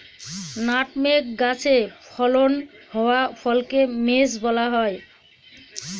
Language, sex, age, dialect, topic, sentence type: Bengali, female, 41-45, Northern/Varendri, agriculture, statement